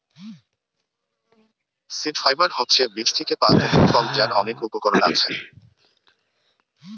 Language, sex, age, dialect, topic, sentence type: Bengali, male, 18-24, Western, agriculture, statement